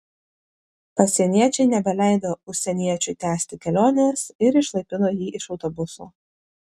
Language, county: Lithuanian, Vilnius